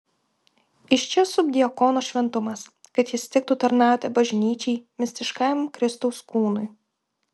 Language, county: Lithuanian, Kaunas